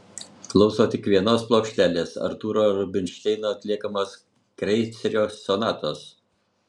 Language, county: Lithuanian, Utena